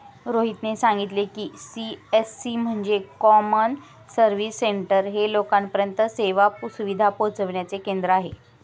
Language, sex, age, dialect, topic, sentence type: Marathi, female, 18-24, Standard Marathi, agriculture, statement